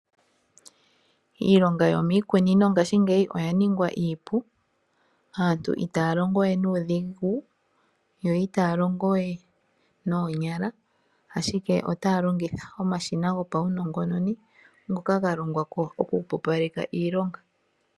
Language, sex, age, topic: Oshiwambo, female, 25-35, agriculture